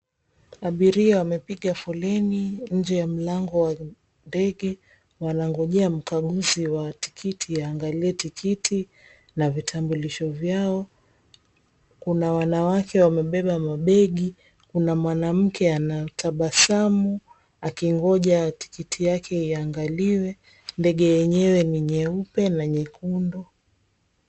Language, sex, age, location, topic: Swahili, female, 25-35, Mombasa, government